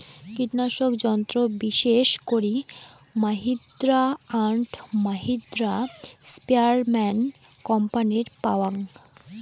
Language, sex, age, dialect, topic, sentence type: Bengali, female, <18, Rajbangshi, agriculture, statement